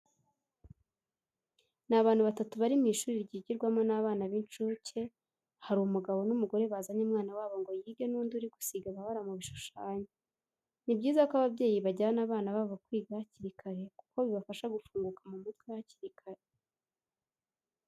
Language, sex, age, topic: Kinyarwanda, female, 18-24, education